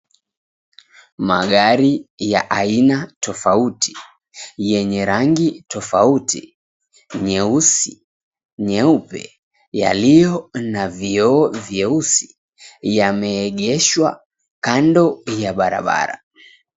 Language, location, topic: Swahili, Mombasa, finance